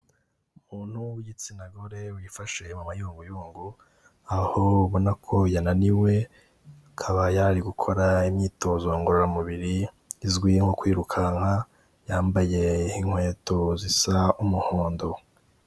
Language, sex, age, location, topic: Kinyarwanda, male, 18-24, Kigali, health